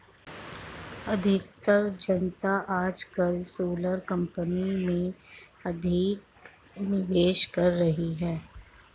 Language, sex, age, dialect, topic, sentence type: Hindi, female, 51-55, Marwari Dhudhari, banking, statement